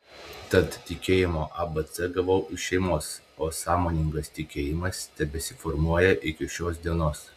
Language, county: Lithuanian, Klaipėda